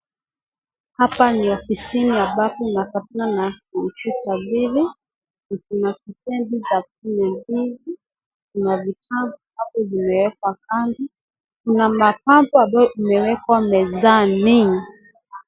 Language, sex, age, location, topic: Swahili, female, 25-35, Nakuru, education